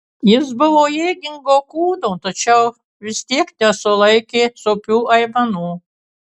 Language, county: Lithuanian, Kaunas